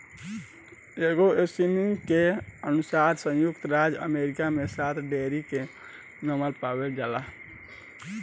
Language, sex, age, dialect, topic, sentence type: Bhojpuri, male, 18-24, Southern / Standard, agriculture, statement